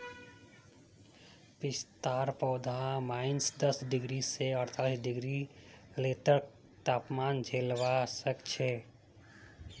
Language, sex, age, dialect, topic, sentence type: Magahi, male, 25-30, Northeastern/Surjapuri, agriculture, statement